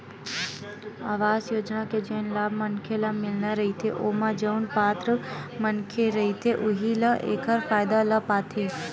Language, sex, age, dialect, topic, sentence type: Chhattisgarhi, female, 18-24, Western/Budati/Khatahi, banking, statement